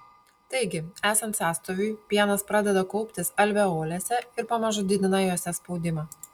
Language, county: Lithuanian, Panevėžys